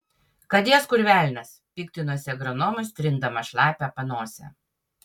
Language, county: Lithuanian, Utena